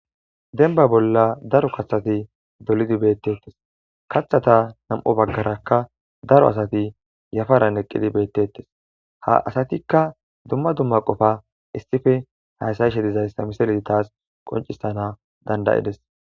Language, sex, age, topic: Gamo, male, 18-24, agriculture